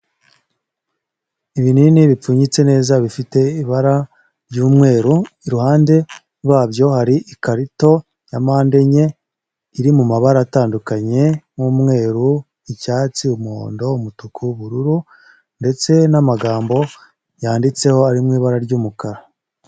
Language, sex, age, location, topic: Kinyarwanda, male, 25-35, Huye, health